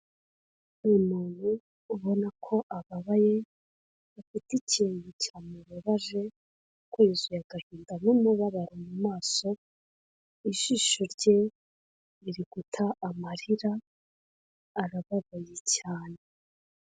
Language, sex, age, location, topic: Kinyarwanda, female, 25-35, Kigali, health